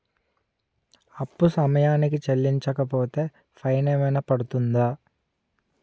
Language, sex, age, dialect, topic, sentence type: Telugu, male, 18-24, Utterandhra, banking, question